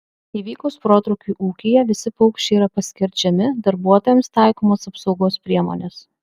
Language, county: Lithuanian, Vilnius